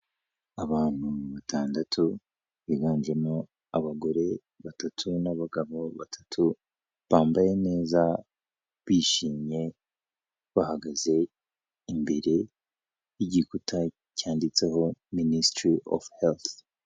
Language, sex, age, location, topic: Kinyarwanda, male, 18-24, Kigali, health